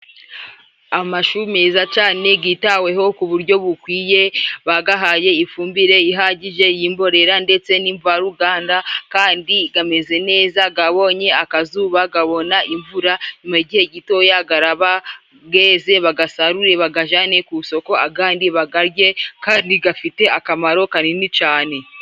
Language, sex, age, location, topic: Kinyarwanda, female, 18-24, Musanze, agriculture